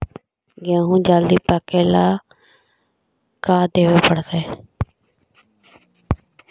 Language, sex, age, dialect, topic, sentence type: Magahi, female, 56-60, Central/Standard, agriculture, question